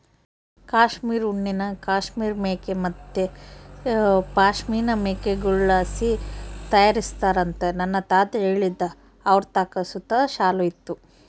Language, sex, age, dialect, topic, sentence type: Kannada, female, 25-30, Central, agriculture, statement